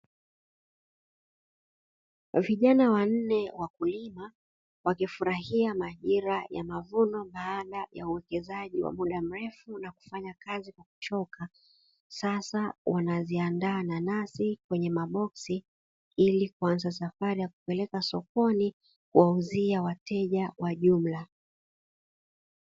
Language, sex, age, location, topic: Swahili, female, 36-49, Dar es Salaam, agriculture